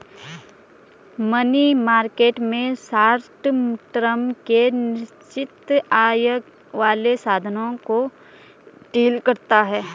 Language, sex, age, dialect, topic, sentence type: Hindi, female, 25-30, Garhwali, banking, statement